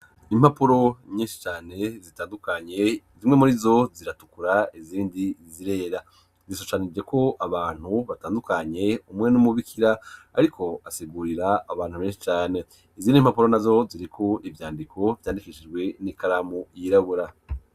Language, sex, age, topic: Rundi, male, 25-35, education